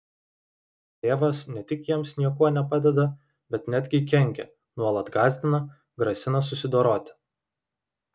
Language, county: Lithuanian, Vilnius